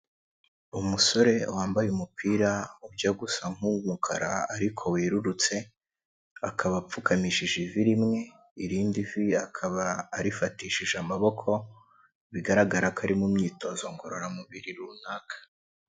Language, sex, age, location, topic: Kinyarwanda, male, 25-35, Kigali, health